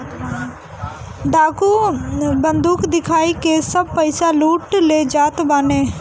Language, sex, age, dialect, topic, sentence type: Bhojpuri, female, 18-24, Northern, banking, statement